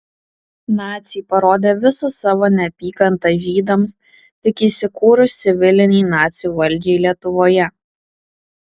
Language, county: Lithuanian, Kaunas